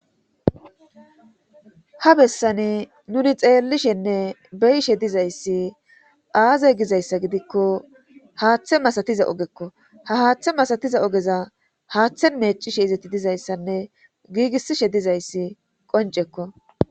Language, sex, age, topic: Gamo, female, 25-35, government